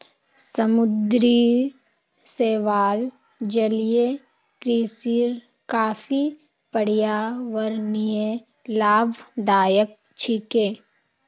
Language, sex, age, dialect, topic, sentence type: Magahi, female, 18-24, Northeastern/Surjapuri, agriculture, statement